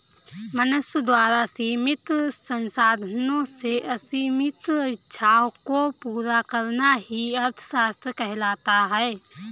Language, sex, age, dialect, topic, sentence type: Hindi, female, 18-24, Awadhi Bundeli, banking, statement